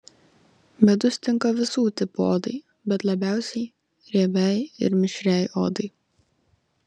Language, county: Lithuanian, Vilnius